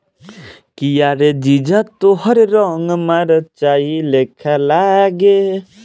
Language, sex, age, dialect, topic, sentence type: Bhojpuri, male, <18, Southern / Standard, agriculture, question